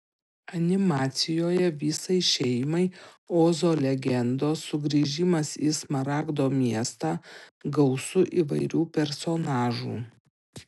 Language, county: Lithuanian, Panevėžys